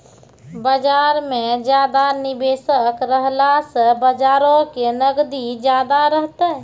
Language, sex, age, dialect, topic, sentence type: Maithili, female, 25-30, Angika, banking, statement